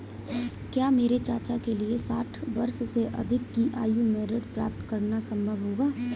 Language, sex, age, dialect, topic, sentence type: Hindi, female, 18-24, Kanauji Braj Bhasha, banking, statement